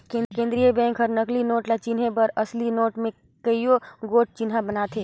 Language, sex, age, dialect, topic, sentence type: Chhattisgarhi, female, 25-30, Northern/Bhandar, banking, statement